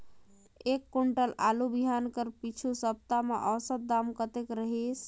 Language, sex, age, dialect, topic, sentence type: Chhattisgarhi, female, 25-30, Northern/Bhandar, agriculture, question